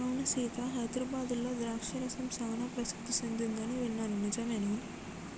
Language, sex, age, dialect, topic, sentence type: Telugu, male, 18-24, Telangana, agriculture, statement